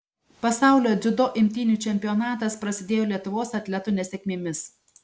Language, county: Lithuanian, Šiauliai